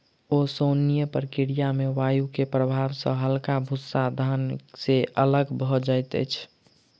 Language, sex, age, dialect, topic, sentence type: Maithili, male, 46-50, Southern/Standard, agriculture, statement